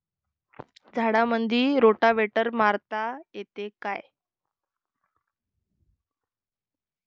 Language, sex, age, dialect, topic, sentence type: Marathi, female, 25-30, Varhadi, agriculture, question